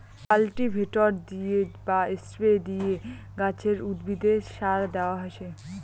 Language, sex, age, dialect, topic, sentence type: Bengali, female, 18-24, Rajbangshi, agriculture, statement